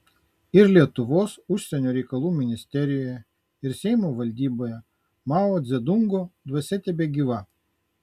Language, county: Lithuanian, Kaunas